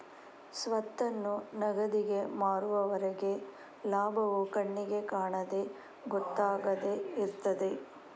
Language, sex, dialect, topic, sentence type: Kannada, female, Coastal/Dakshin, banking, statement